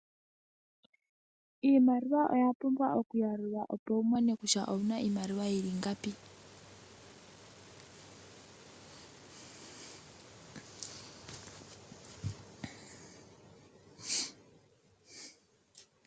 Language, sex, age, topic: Oshiwambo, female, 18-24, finance